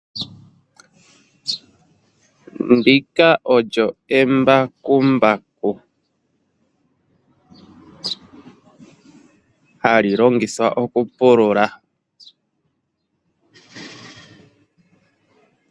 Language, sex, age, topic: Oshiwambo, male, 25-35, agriculture